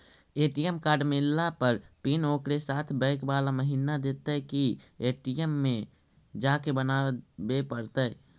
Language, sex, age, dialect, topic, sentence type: Magahi, male, 56-60, Central/Standard, banking, question